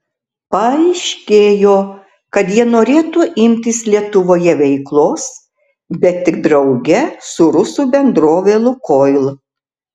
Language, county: Lithuanian, Tauragė